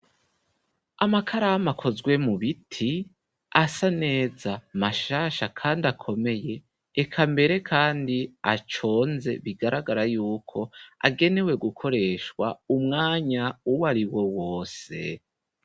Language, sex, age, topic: Rundi, male, 18-24, education